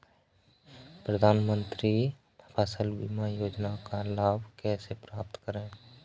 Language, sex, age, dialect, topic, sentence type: Hindi, male, 18-24, Marwari Dhudhari, agriculture, question